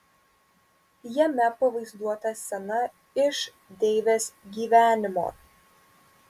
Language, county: Lithuanian, Vilnius